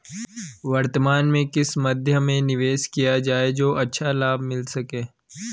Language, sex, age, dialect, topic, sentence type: Hindi, male, 18-24, Garhwali, banking, question